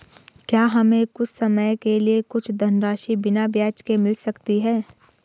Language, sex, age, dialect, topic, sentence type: Hindi, female, 25-30, Garhwali, banking, question